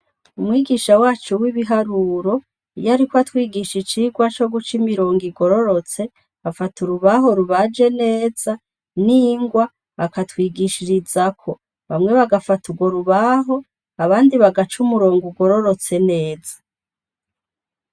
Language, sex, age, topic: Rundi, female, 36-49, education